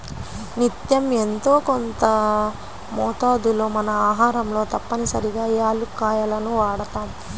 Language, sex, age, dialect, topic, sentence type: Telugu, female, 25-30, Central/Coastal, agriculture, statement